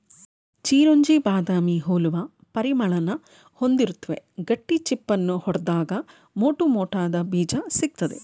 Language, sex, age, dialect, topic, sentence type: Kannada, female, 31-35, Mysore Kannada, agriculture, statement